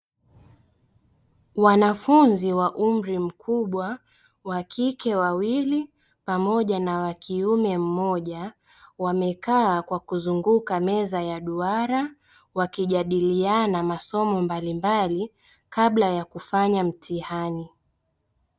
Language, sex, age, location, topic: Swahili, female, 25-35, Dar es Salaam, education